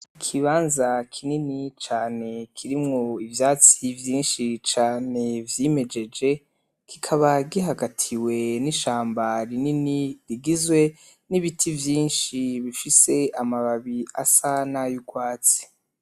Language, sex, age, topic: Rundi, male, 18-24, agriculture